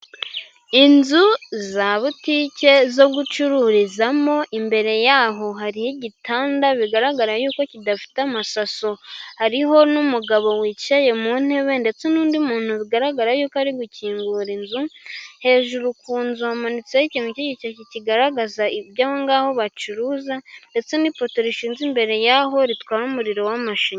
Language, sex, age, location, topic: Kinyarwanda, female, 18-24, Gakenke, finance